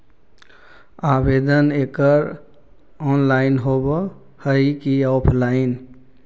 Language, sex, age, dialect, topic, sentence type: Magahi, male, 36-40, Central/Standard, banking, question